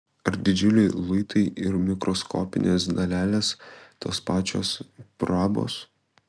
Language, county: Lithuanian, Kaunas